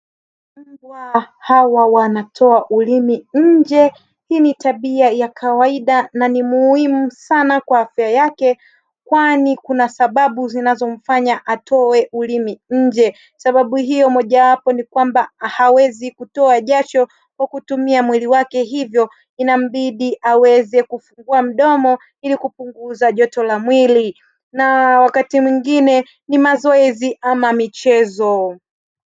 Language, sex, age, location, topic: Swahili, female, 36-49, Dar es Salaam, agriculture